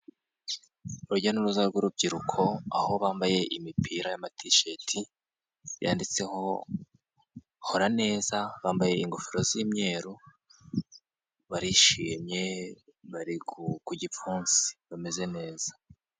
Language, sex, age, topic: Kinyarwanda, male, 18-24, health